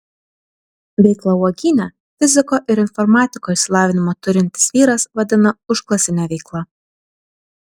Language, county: Lithuanian, Vilnius